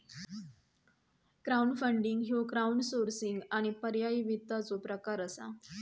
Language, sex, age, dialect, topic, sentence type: Marathi, female, 31-35, Southern Konkan, banking, statement